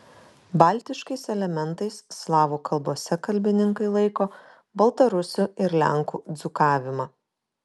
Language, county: Lithuanian, Kaunas